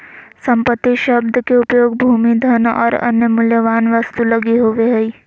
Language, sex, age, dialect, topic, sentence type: Magahi, female, 18-24, Southern, banking, statement